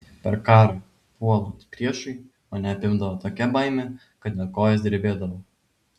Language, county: Lithuanian, Vilnius